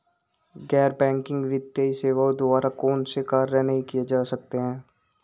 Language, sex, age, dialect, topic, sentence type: Hindi, male, 18-24, Marwari Dhudhari, banking, question